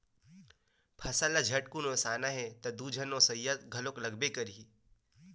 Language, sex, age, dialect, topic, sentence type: Chhattisgarhi, male, 18-24, Western/Budati/Khatahi, agriculture, statement